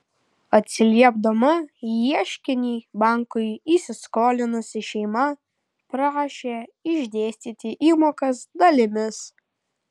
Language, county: Lithuanian, Kaunas